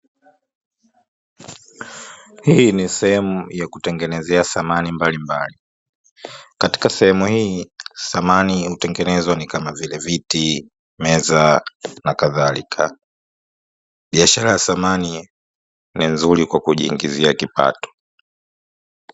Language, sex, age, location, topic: Swahili, male, 25-35, Dar es Salaam, finance